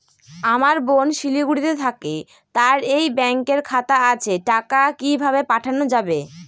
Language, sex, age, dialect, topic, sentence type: Bengali, female, <18, Northern/Varendri, banking, question